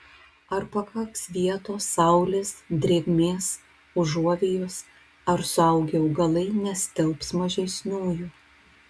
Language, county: Lithuanian, Telšiai